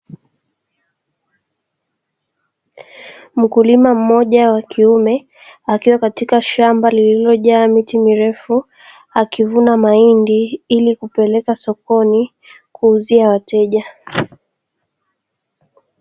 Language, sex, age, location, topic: Swahili, female, 18-24, Dar es Salaam, agriculture